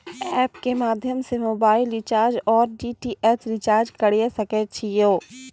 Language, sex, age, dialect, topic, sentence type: Maithili, female, 18-24, Angika, banking, question